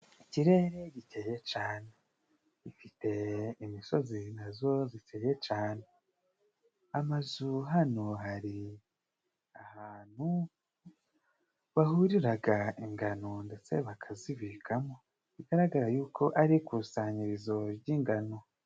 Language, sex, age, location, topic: Kinyarwanda, male, 25-35, Musanze, government